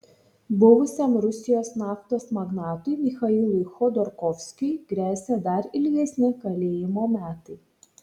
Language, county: Lithuanian, Šiauliai